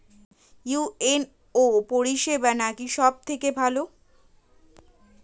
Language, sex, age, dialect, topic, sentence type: Bengali, female, 18-24, Standard Colloquial, banking, question